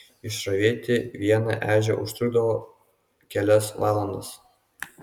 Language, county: Lithuanian, Kaunas